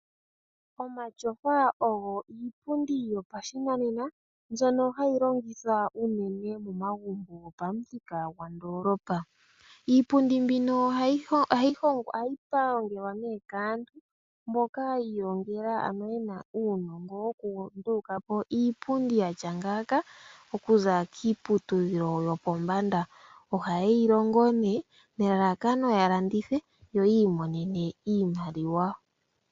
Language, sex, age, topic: Oshiwambo, male, 25-35, finance